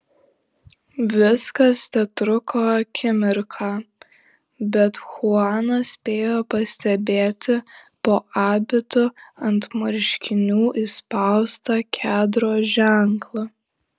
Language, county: Lithuanian, Šiauliai